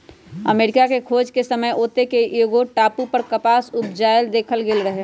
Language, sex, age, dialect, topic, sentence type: Magahi, female, 31-35, Western, agriculture, statement